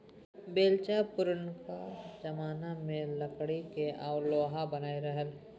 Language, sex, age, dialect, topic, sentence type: Maithili, male, 18-24, Bajjika, agriculture, statement